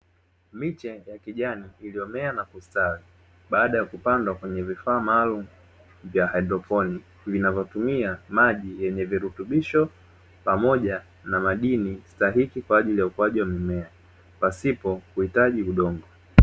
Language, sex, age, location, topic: Swahili, male, 18-24, Dar es Salaam, agriculture